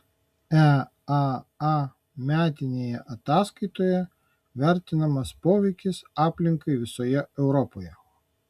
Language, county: Lithuanian, Kaunas